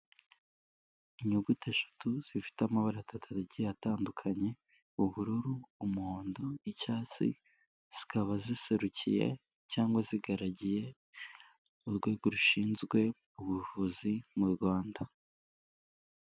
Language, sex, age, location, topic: Kinyarwanda, male, 18-24, Kigali, health